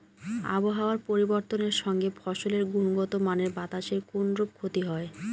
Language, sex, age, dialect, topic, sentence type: Bengali, female, 18-24, Northern/Varendri, agriculture, question